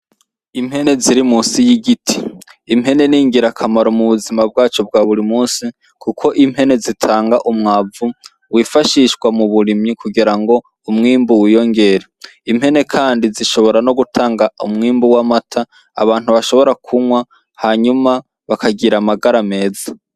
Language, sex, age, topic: Rundi, male, 18-24, agriculture